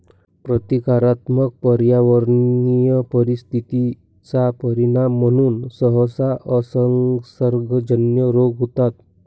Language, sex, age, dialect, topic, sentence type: Marathi, male, 60-100, Northern Konkan, agriculture, statement